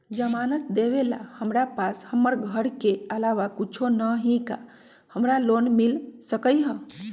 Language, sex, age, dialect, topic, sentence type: Magahi, female, 46-50, Western, banking, question